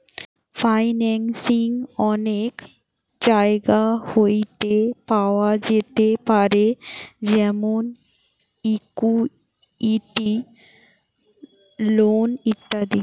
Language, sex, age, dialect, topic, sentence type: Bengali, female, 18-24, Western, banking, statement